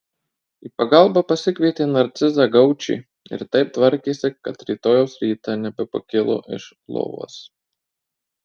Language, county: Lithuanian, Marijampolė